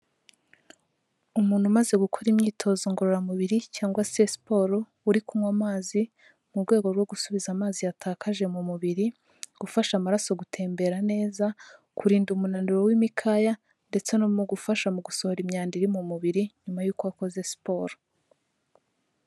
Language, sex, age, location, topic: Kinyarwanda, female, 18-24, Kigali, health